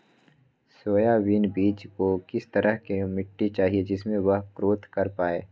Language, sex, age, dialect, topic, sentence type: Magahi, male, 18-24, Western, agriculture, question